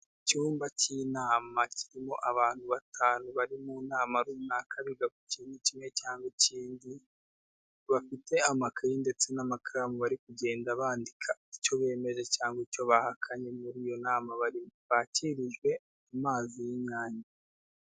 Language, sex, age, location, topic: Kinyarwanda, male, 18-24, Kigali, health